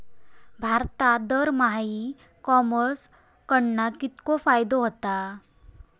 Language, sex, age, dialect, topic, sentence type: Marathi, female, 18-24, Southern Konkan, agriculture, question